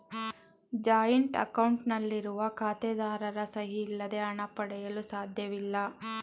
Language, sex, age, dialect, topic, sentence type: Kannada, female, 31-35, Mysore Kannada, banking, statement